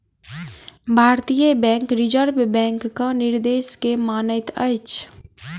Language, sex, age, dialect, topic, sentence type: Maithili, female, 18-24, Southern/Standard, banking, statement